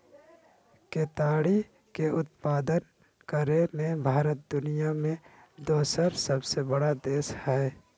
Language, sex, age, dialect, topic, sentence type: Magahi, male, 25-30, Southern, agriculture, statement